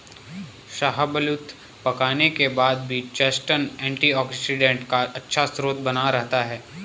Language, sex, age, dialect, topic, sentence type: Hindi, male, 18-24, Garhwali, agriculture, statement